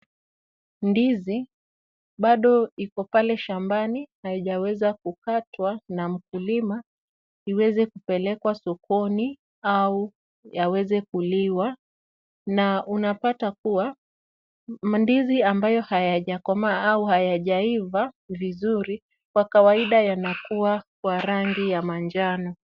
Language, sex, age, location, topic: Swahili, female, 25-35, Kisumu, agriculture